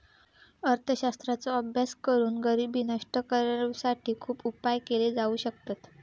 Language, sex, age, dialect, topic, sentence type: Marathi, female, 18-24, Southern Konkan, banking, statement